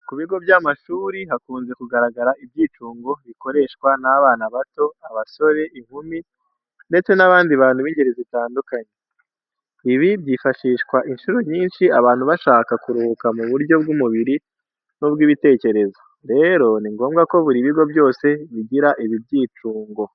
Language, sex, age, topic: Kinyarwanda, male, 18-24, education